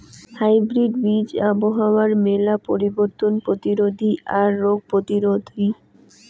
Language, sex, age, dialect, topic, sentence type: Bengali, female, 18-24, Rajbangshi, agriculture, statement